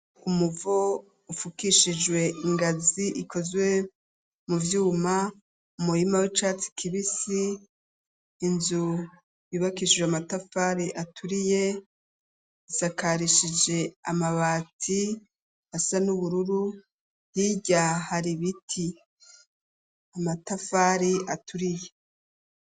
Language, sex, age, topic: Rundi, female, 36-49, education